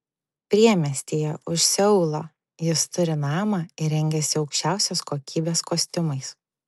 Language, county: Lithuanian, Vilnius